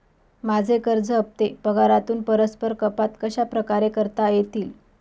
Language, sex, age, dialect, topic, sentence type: Marathi, female, 25-30, Northern Konkan, banking, question